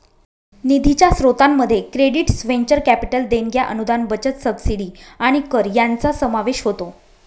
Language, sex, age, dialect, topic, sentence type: Marathi, female, 36-40, Northern Konkan, banking, statement